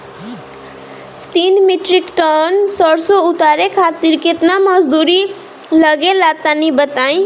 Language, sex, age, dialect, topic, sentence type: Bhojpuri, female, 18-24, Northern, agriculture, question